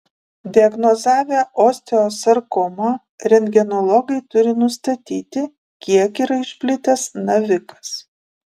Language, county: Lithuanian, Kaunas